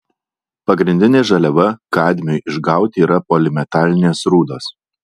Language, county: Lithuanian, Alytus